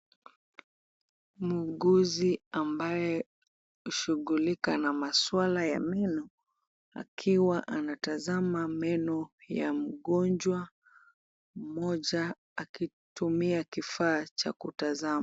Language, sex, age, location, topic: Swahili, female, 25-35, Kisumu, health